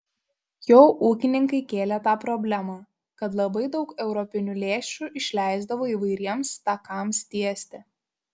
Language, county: Lithuanian, Šiauliai